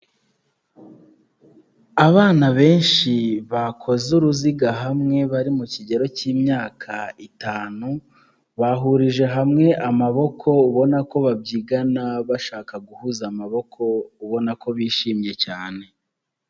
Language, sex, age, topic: Kinyarwanda, male, 25-35, health